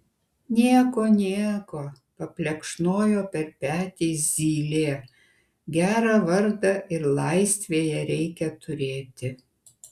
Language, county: Lithuanian, Kaunas